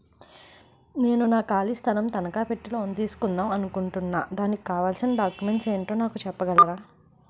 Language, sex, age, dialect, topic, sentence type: Telugu, female, 51-55, Utterandhra, banking, question